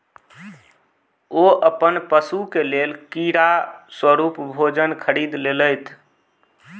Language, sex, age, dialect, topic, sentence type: Maithili, male, 25-30, Southern/Standard, agriculture, statement